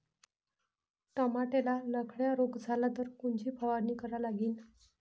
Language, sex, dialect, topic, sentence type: Marathi, female, Varhadi, agriculture, question